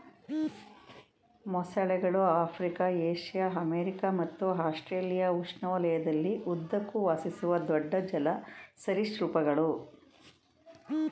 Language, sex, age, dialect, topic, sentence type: Kannada, female, 56-60, Mysore Kannada, agriculture, statement